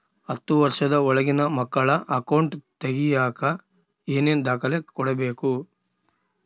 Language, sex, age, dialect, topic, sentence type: Kannada, male, 36-40, Central, banking, question